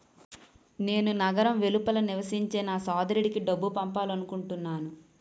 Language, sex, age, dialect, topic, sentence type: Telugu, female, 18-24, Utterandhra, banking, statement